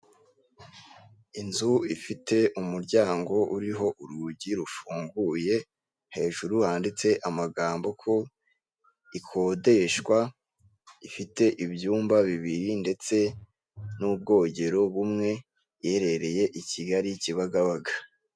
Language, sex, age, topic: Kinyarwanda, male, 25-35, finance